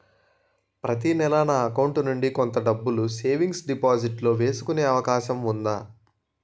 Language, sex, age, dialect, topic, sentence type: Telugu, male, 18-24, Utterandhra, banking, question